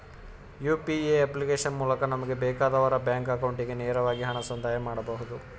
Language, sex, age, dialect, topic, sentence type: Kannada, male, 18-24, Mysore Kannada, banking, statement